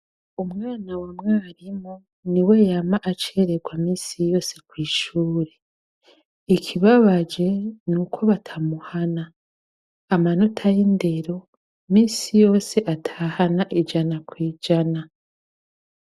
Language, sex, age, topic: Rundi, female, 25-35, education